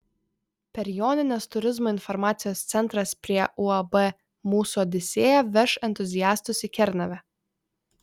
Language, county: Lithuanian, Vilnius